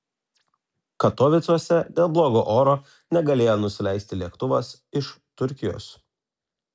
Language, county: Lithuanian, Telšiai